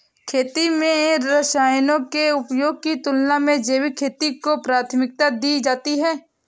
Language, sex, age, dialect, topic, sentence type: Hindi, female, 18-24, Awadhi Bundeli, agriculture, statement